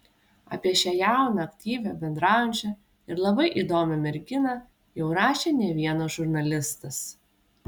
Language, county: Lithuanian, Vilnius